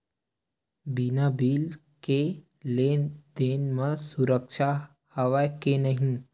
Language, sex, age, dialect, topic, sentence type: Chhattisgarhi, male, 18-24, Western/Budati/Khatahi, banking, question